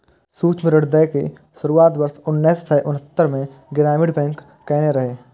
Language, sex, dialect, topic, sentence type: Maithili, male, Eastern / Thethi, banking, statement